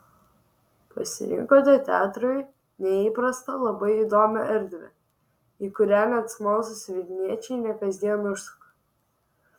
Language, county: Lithuanian, Vilnius